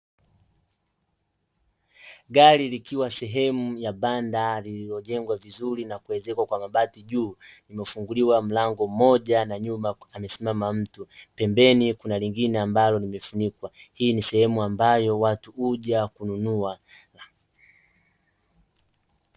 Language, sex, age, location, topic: Swahili, male, 18-24, Dar es Salaam, finance